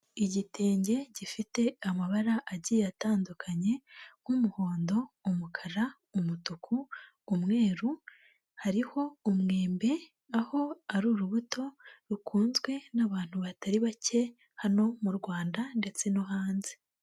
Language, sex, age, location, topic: Kinyarwanda, female, 25-35, Huye, agriculture